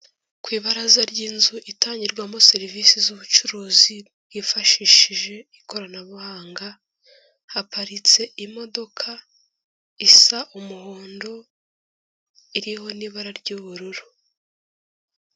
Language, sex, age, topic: Kinyarwanda, female, 18-24, finance